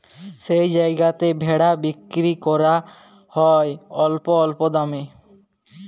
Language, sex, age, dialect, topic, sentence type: Bengali, male, 18-24, Jharkhandi, agriculture, statement